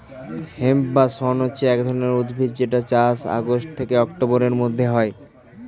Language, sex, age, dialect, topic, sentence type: Bengali, male, 18-24, Standard Colloquial, agriculture, statement